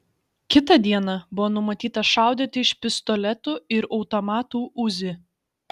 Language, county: Lithuanian, Šiauliai